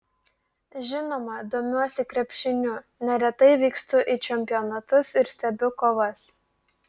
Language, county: Lithuanian, Klaipėda